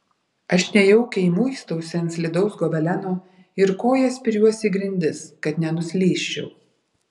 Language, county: Lithuanian, Vilnius